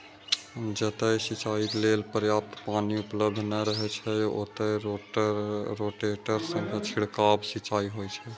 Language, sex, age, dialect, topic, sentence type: Maithili, male, 25-30, Eastern / Thethi, agriculture, statement